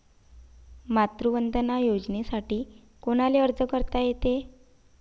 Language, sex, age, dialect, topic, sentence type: Marathi, female, 25-30, Varhadi, banking, question